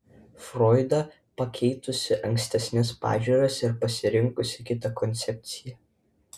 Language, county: Lithuanian, Vilnius